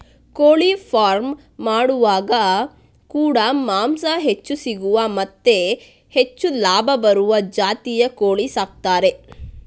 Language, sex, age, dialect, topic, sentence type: Kannada, female, 60-100, Coastal/Dakshin, agriculture, statement